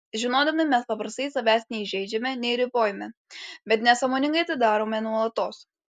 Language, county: Lithuanian, Alytus